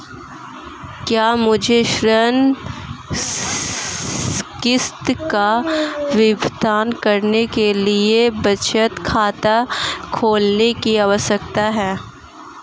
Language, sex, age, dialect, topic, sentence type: Hindi, female, 18-24, Marwari Dhudhari, banking, question